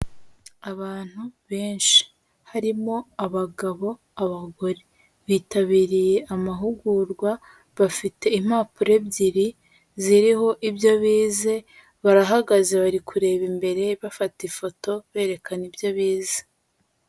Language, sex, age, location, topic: Kinyarwanda, female, 18-24, Kigali, health